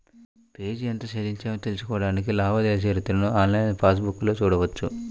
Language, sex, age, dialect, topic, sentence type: Telugu, male, 25-30, Central/Coastal, banking, statement